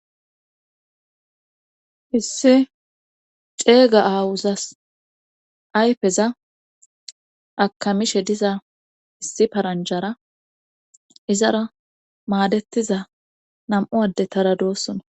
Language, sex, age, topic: Gamo, female, 18-24, government